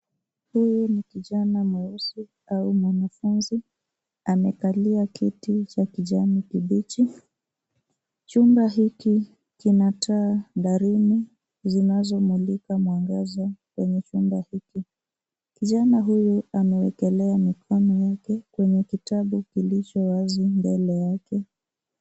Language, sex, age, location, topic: Swahili, female, 25-35, Nairobi, education